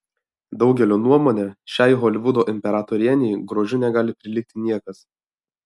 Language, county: Lithuanian, Alytus